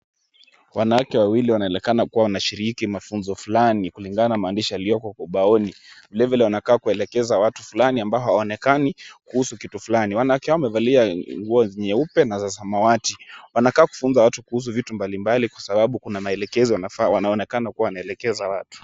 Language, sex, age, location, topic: Swahili, male, 25-35, Kisumu, health